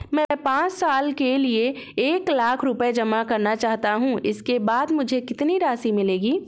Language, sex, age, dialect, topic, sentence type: Hindi, female, 25-30, Awadhi Bundeli, banking, question